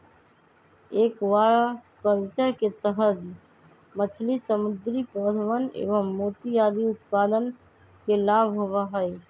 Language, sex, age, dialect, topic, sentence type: Magahi, female, 25-30, Western, agriculture, statement